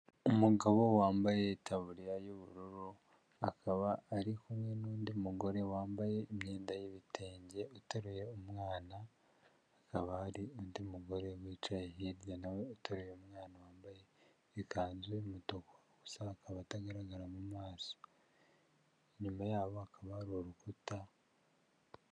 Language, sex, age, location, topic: Kinyarwanda, male, 36-49, Huye, health